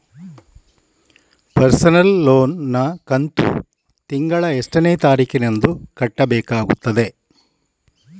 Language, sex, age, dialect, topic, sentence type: Kannada, male, 18-24, Coastal/Dakshin, banking, question